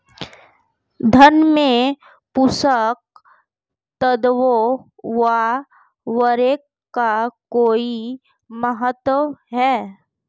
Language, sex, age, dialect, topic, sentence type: Hindi, female, 25-30, Marwari Dhudhari, agriculture, question